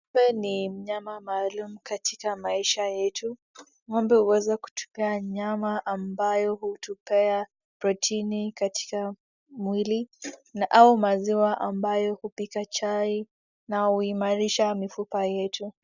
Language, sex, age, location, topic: Swahili, female, 18-24, Wajir, agriculture